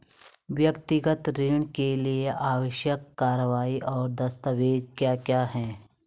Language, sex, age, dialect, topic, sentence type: Hindi, female, 36-40, Garhwali, banking, question